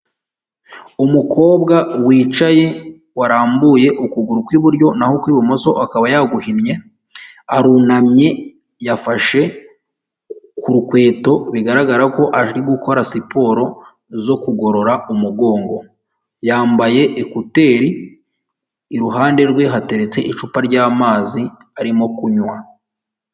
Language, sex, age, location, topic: Kinyarwanda, female, 18-24, Huye, health